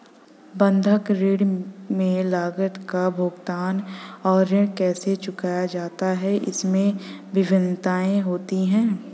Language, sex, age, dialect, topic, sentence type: Hindi, female, 18-24, Hindustani Malvi Khadi Boli, banking, statement